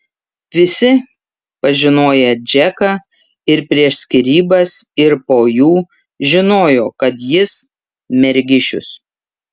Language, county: Lithuanian, Šiauliai